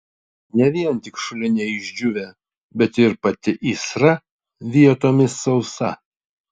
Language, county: Lithuanian, Utena